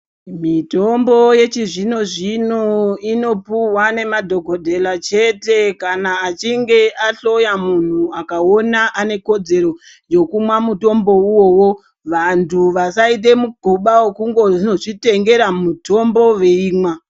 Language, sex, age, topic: Ndau, female, 36-49, health